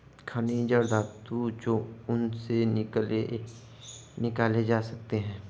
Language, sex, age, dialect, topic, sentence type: Hindi, male, 25-30, Hindustani Malvi Khadi Boli, agriculture, statement